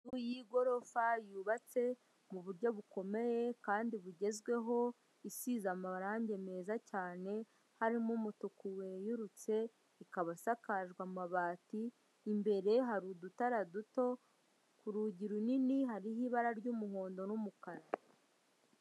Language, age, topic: Kinyarwanda, 25-35, government